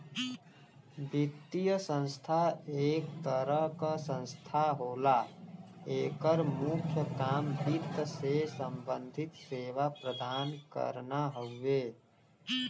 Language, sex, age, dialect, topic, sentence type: Bhojpuri, male, 18-24, Western, banking, statement